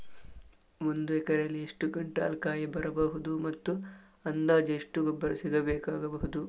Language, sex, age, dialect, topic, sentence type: Kannada, male, 18-24, Coastal/Dakshin, agriculture, question